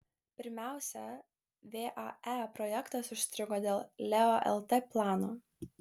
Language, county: Lithuanian, Klaipėda